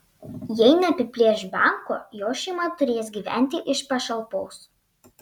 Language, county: Lithuanian, Panevėžys